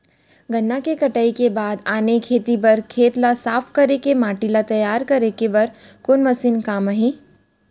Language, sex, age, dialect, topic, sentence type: Chhattisgarhi, female, 41-45, Central, agriculture, question